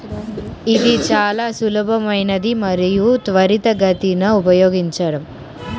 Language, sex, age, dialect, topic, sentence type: Telugu, male, 18-24, Central/Coastal, banking, statement